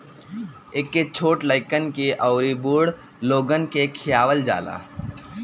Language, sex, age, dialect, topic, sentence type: Bhojpuri, male, 18-24, Northern, agriculture, statement